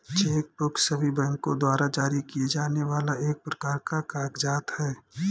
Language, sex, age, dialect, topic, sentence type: Hindi, male, 25-30, Awadhi Bundeli, banking, statement